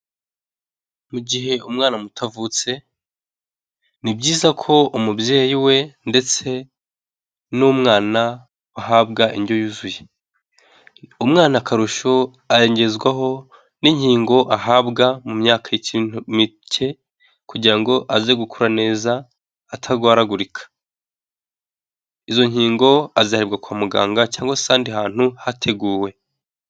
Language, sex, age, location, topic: Kinyarwanda, male, 18-24, Nyagatare, health